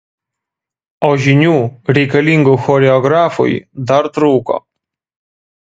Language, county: Lithuanian, Vilnius